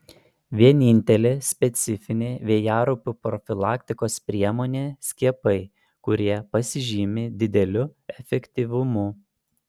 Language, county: Lithuanian, Panevėžys